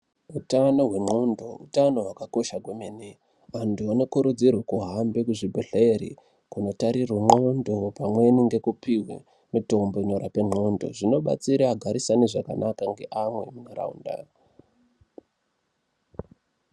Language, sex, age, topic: Ndau, male, 18-24, health